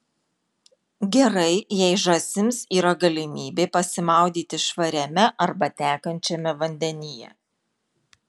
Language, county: Lithuanian, Marijampolė